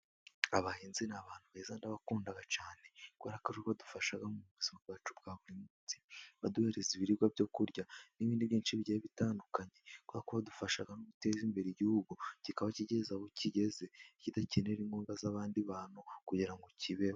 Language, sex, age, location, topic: Kinyarwanda, male, 18-24, Musanze, agriculture